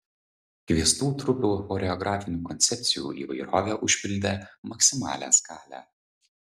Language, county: Lithuanian, Vilnius